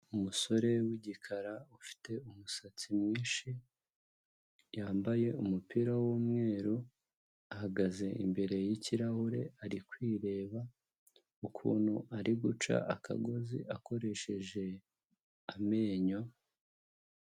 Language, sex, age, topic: Kinyarwanda, male, 25-35, health